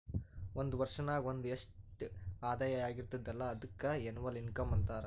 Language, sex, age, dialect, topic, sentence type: Kannada, male, 18-24, Northeastern, banking, statement